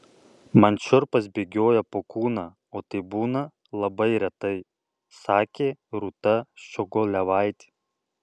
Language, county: Lithuanian, Alytus